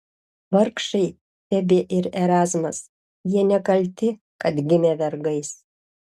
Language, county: Lithuanian, Šiauliai